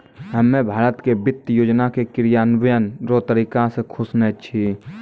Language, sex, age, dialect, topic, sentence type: Maithili, male, 18-24, Angika, banking, statement